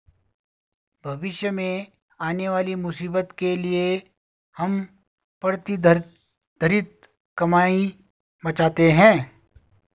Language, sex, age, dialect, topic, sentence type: Hindi, male, 36-40, Garhwali, banking, statement